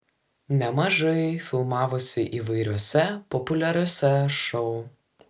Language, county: Lithuanian, Kaunas